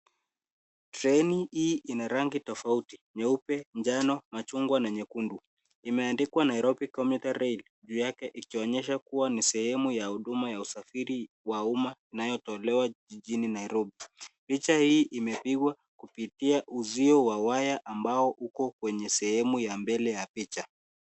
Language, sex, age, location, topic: Swahili, male, 18-24, Nairobi, government